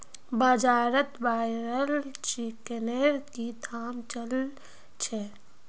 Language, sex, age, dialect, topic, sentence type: Magahi, female, 18-24, Northeastern/Surjapuri, agriculture, statement